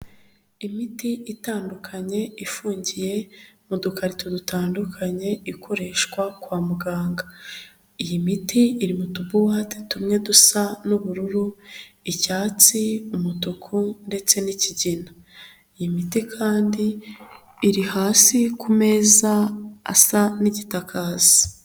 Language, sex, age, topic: Kinyarwanda, female, 25-35, health